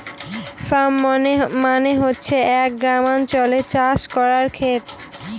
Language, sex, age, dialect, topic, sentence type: Bengali, female, 18-24, Northern/Varendri, agriculture, statement